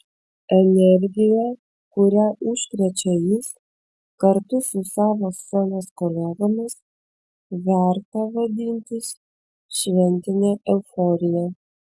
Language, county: Lithuanian, Vilnius